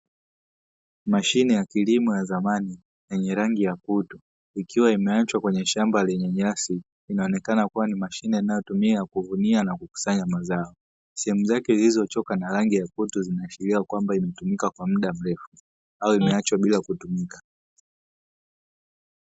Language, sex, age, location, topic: Swahili, male, 18-24, Dar es Salaam, agriculture